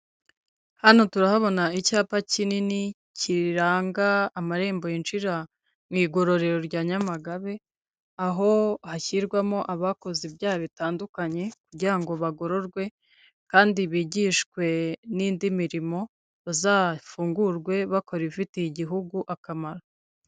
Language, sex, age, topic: Kinyarwanda, female, 50+, government